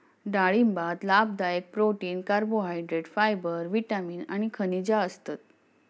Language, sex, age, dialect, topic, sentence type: Marathi, female, 56-60, Southern Konkan, agriculture, statement